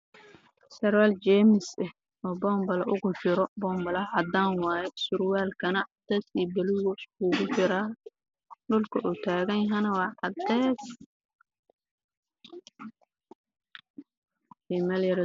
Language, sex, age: Somali, male, 18-24